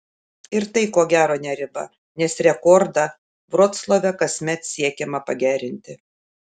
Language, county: Lithuanian, Šiauliai